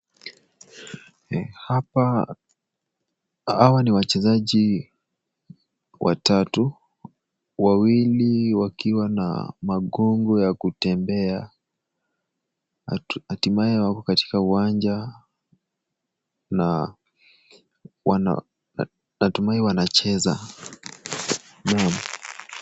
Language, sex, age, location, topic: Swahili, male, 18-24, Kisumu, education